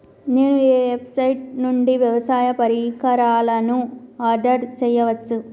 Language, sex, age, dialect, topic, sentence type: Telugu, female, 25-30, Telangana, agriculture, question